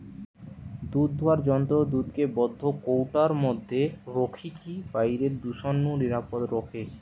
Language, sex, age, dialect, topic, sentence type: Bengali, male, 18-24, Western, agriculture, statement